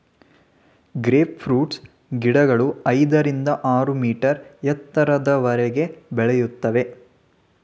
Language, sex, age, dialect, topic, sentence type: Kannada, male, 18-24, Mysore Kannada, agriculture, statement